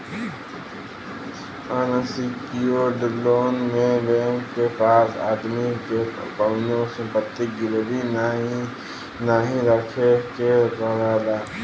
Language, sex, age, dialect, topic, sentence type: Bhojpuri, male, 18-24, Western, banking, statement